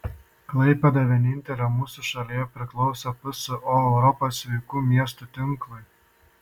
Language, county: Lithuanian, Šiauliai